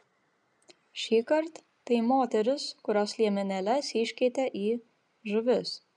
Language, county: Lithuanian, Vilnius